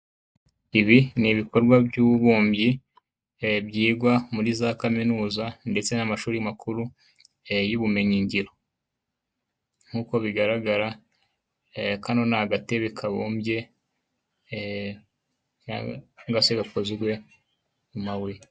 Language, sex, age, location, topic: Kinyarwanda, male, 18-24, Nyagatare, education